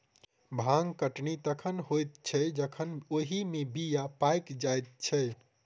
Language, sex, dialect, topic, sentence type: Maithili, male, Southern/Standard, agriculture, statement